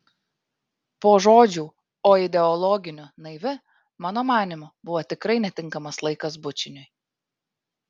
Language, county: Lithuanian, Vilnius